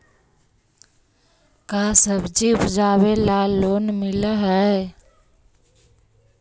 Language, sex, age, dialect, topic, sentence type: Magahi, female, 18-24, Central/Standard, agriculture, question